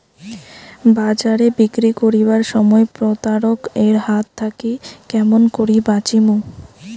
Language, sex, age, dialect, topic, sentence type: Bengali, female, 18-24, Rajbangshi, agriculture, question